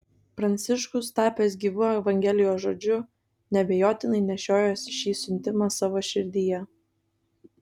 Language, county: Lithuanian, Kaunas